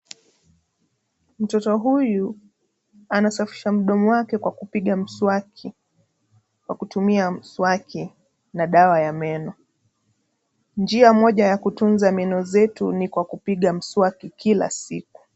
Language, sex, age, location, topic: Swahili, female, 25-35, Nairobi, health